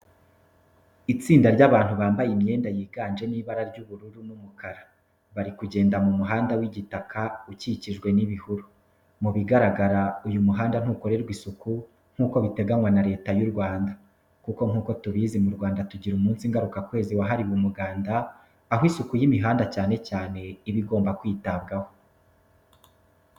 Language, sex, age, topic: Kinyarwanda, male, 25-35, education